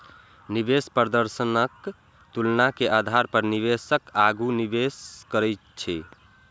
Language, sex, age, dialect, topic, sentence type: Maithili, male, 18-24, Eastern / Thethi, banking, statement